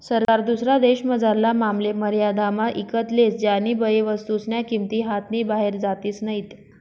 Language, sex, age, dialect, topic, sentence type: Marathi, male, 18-24, Northern Konkan, banking, statement